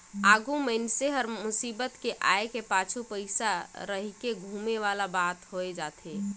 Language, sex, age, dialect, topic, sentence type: Chhattisgarhi, female, 31-35, Northern/Bhandar, banking, statement